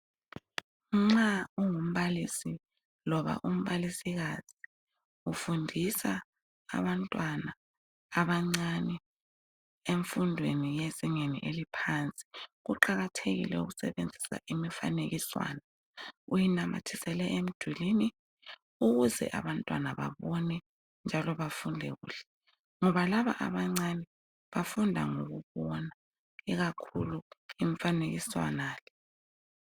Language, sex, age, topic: North Ndebele, female, 25-35, education